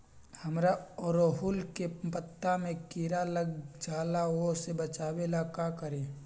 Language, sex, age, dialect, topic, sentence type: Magahi, male, 25-30, Western, agriculture, question